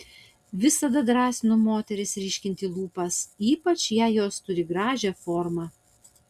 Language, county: Lithuanian, Utena